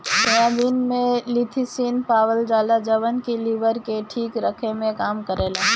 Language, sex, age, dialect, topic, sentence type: Bhojpuri, female, 18-24, Northern, agriculture, statement